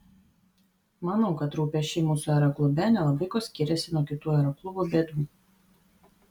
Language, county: Lithuanian, Vilnius